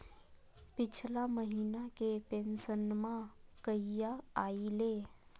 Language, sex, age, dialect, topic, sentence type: Magahi, female, 25-30, Southern, banking, question